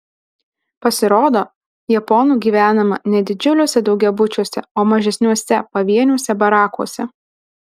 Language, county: Lithuanian, Alytus